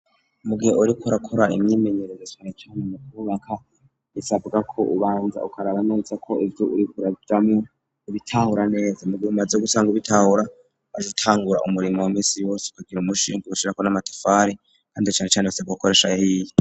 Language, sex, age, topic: Rundi, male, 36-49, education